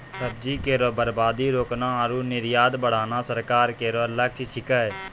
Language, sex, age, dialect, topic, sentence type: Maithili, male, 18-24, Angika, agriculture, statement